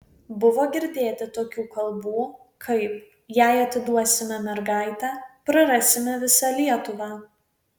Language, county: Lithuanian, Vilnius